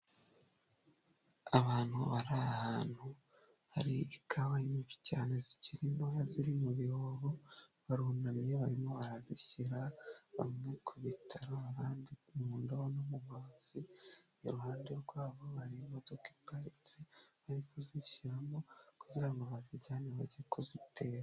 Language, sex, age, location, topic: Kinyarwanda, male, 25-35, Nyagatare, agriculture